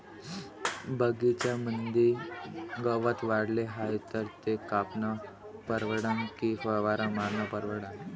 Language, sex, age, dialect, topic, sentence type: Marathi, male, 25-30, Varhadi, agriculture, question